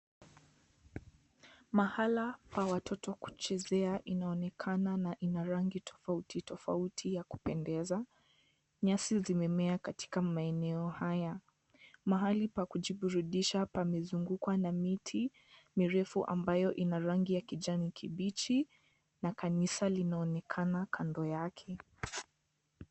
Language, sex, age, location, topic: Swahili, female, 18-24, Kisii, education